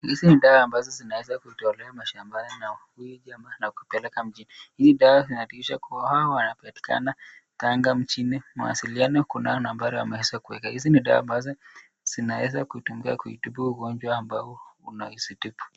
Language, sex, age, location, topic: Swahili, male, 36-49, Nakuru, health